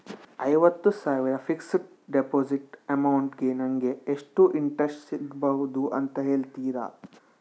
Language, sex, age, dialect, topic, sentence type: Kannada, male, 18-24, Coastal/Dakshin, banking, question